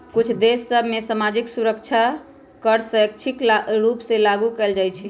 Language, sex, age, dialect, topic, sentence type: Magahi, female, 25-30, Western, banking, statement